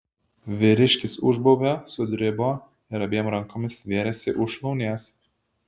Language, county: Lithuanian, Šiauliai